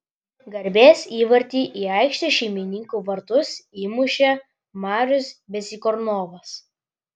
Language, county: Lithuanian, Klaipėda